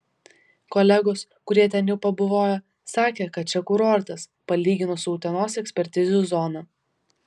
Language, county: Lithuanian, Vilnius